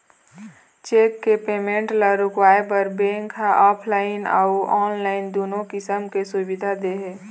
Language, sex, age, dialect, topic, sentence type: Chhattisgarhi, female, 18-24, Eastern, banking, statement